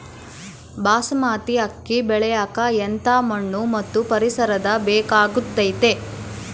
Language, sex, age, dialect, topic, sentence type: Kannada, female, 18-24, Central, agriculture, question